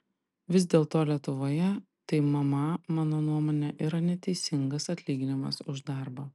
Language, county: Lithuanian, Panevėžys